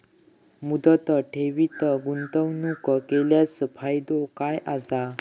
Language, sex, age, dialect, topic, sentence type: Marathi, male, 18-24, Southern Konkan, banking, question